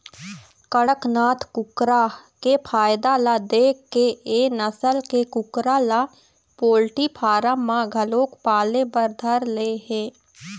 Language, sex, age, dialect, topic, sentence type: Chhattisgarhi, female, 60-100, Eastern, agriculture, statement